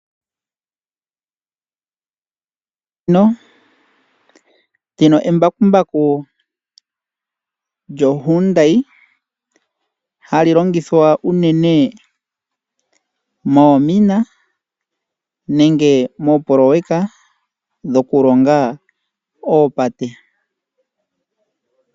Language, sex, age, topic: Oshiwambo, male, 25-35, agriculture